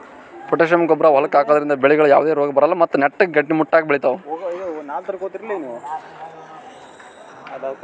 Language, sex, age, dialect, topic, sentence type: Kannada, male, 60-100, Northeastern, agriculture, statement